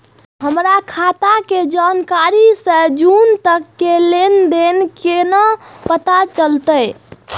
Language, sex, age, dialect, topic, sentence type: Maithili, female, 18-24, Eastern / Thethi, banking, question